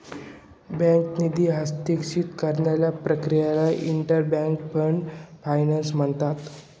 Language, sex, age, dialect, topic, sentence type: Marathi, male, 18-24, Northern Konkan, banking, statement